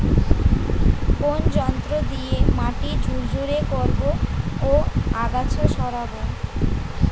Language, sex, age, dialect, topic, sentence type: Bengali, female, 18-24, Jharkhandi, agriculture, question